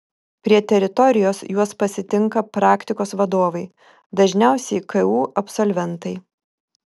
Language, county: Lithuanian, Vilnius